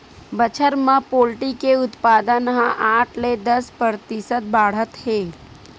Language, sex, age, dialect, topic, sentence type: Chhattisgarhi, female, 41-45, Western/Budati/Khatahi, agriculture, statement